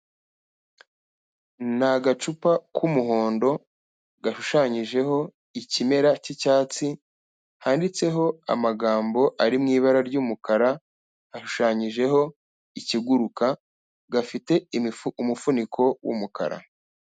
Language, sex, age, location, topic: Kinyarwanda, male, 25-35, Kigali, health